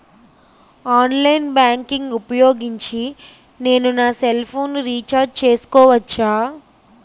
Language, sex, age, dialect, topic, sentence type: Telugu, female, 18-24, Utterandhra, banking, question